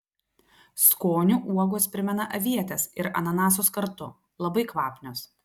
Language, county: Lithuanian, Telšiai